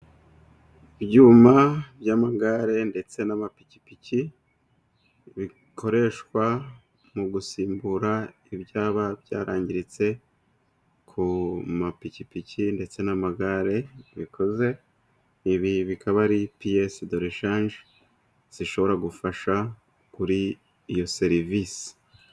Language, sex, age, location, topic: Kinyarwanda, male, 36-49, Musanze, finance